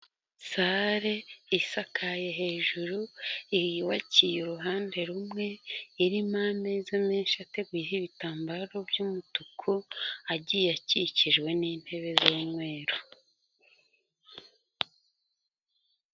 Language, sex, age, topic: Kinyarwanda, female, 25-35, finance